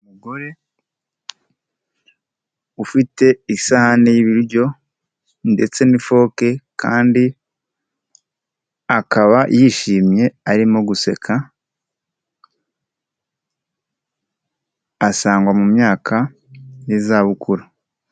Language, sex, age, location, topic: Kinyarwanda, male, 18-24, Kigali, health